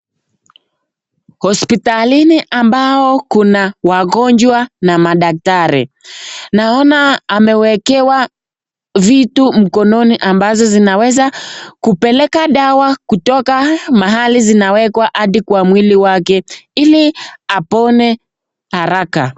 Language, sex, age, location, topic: Swahili, male, 18-24, Nakuru, health